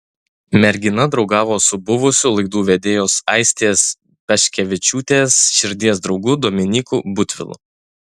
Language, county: Lithuanian, Utena